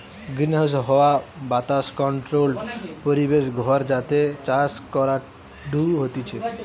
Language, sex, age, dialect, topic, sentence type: Bengali, male, 18-24, Western, agriculture, statement